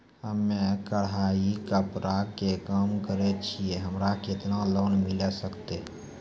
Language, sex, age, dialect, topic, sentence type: Maithili, male, 18-24, Angika, banking, question